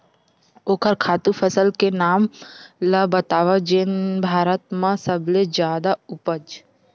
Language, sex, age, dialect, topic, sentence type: Chhattisgarhi, female, 51-55, Western/Budati/Khatahi, agriculture, question